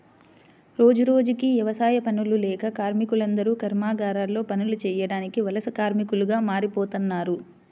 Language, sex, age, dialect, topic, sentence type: Telugu, female, 25-30, Central/Coastal, agriculture, statement